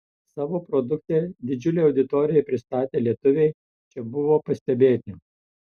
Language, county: Lithuanian, Tauragė